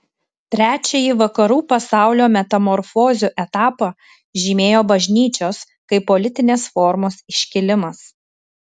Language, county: Lithuanian, Tauragė